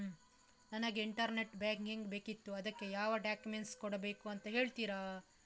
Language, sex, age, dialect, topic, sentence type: Kannada, female, 18-24, Coastal/Dakshin, banking, question